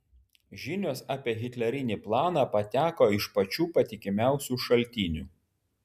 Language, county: Lithuanian, Vilnius